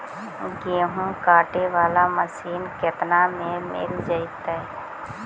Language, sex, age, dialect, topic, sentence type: Magahi, female, 60-100, Central/Standard, agriculture, question